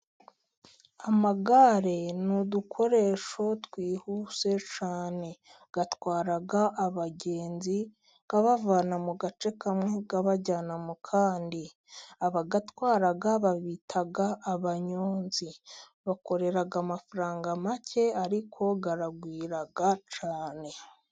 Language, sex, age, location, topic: Kinyarwanda, female, 18-24, Musanze, government